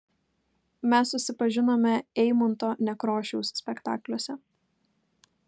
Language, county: Lithuanian, Kaunas